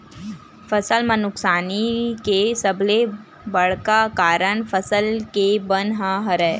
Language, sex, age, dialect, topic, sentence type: Chhattisgarhi, female, 18-24, Western/Budati/Khatahi, agriculture, statement